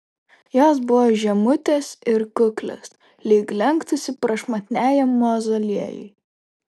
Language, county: Lithuanian, Vilnius